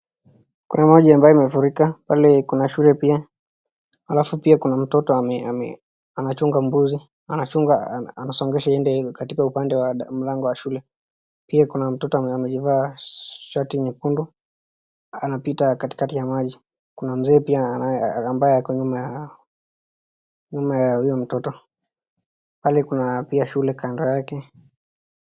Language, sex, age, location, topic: Swahili, female, 36-49, Nakuru, health